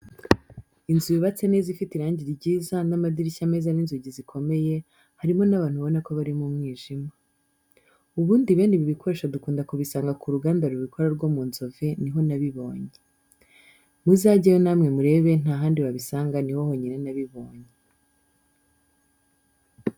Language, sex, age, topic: Kinyarwanda, female, 25-35, education